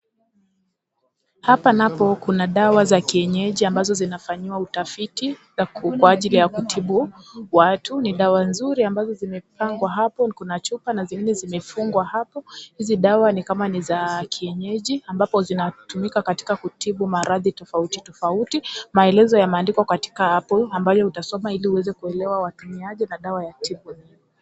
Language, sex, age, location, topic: Swahili, female, 25-35, Kisii, health